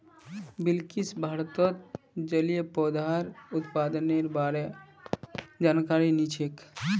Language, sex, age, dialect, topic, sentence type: Magahi, male, 25-30, Northeastern/Surjapuri, agriculture, statement